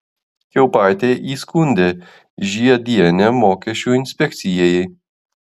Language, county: Lithuanian, Klaipėda